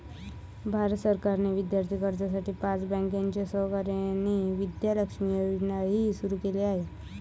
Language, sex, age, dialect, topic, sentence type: Marathi, male, 18-24, Varhadi, banking, statement